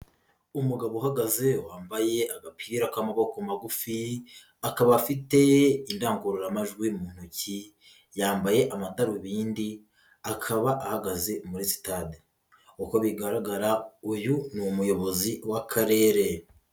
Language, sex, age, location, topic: Kinyarwanda, male, 50+, Nyagatare, government